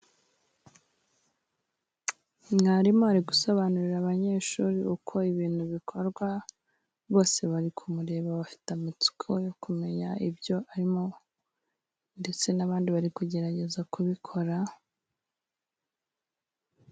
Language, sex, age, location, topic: Kinyarwanda, female, 18-24, Musanze, education